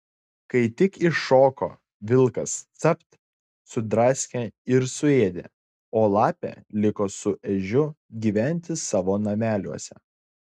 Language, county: Lithuanian, Klaipėda